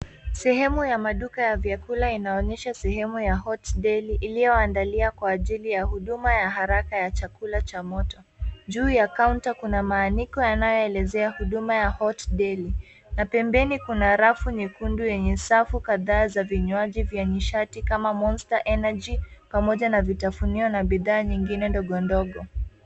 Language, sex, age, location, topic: Swahili, female, 18-24, Nairobi, finance